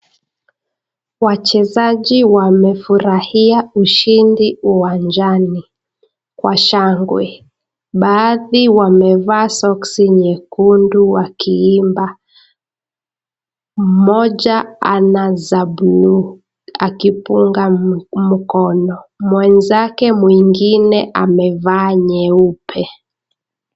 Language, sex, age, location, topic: Swahili, female, 25-35, Nakuru, government